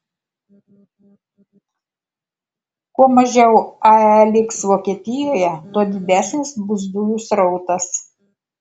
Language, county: Lithuanian, Kaunas